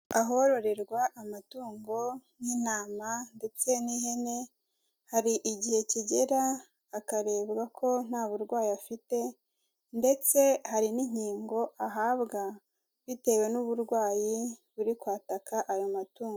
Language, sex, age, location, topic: Kinyarwanda, female, 18-24, Kigali, agriculture